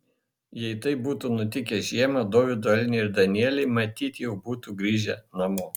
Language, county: Lithuanian, Šiauliai